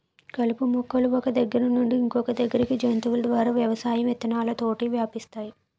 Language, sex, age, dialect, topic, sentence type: Telugu, female, 18-24, Utterandhra, agriculture, statement